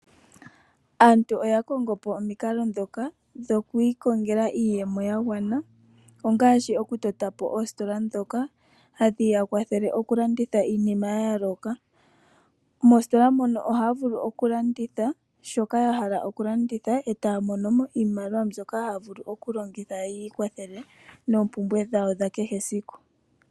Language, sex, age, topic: Oshiwambo, female, 25-35, finance